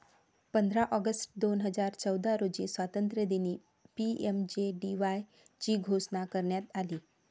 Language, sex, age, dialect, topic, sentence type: Marathi, female, 36-40, Varhadi, banking, statement